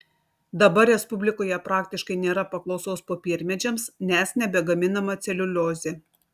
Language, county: Lithuanian, Telšiai